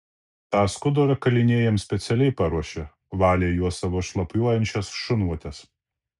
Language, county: Lithuanian, Kaunas